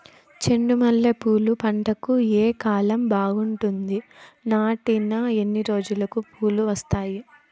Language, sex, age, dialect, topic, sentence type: Telugu, female, 18-24, Southern, agriculture, question